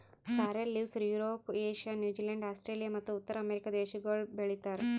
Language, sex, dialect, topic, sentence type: Kannada, female, Northeastern, agriculture, statement